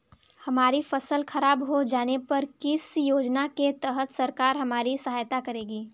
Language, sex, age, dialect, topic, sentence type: Hindi, female, 18-24, Kanauji Braj Bhasha, agriculture, question